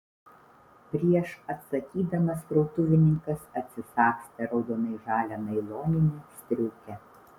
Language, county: Lithuanian, Vilnius